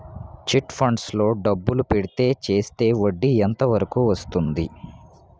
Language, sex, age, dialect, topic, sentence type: Telugu, male, 18-24, Utterandhra, banking, question